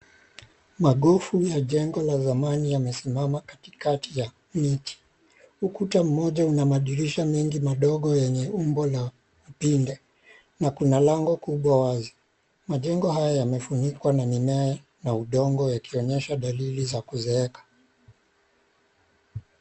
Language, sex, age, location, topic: Swahili, male, 36-49, Mombasa, government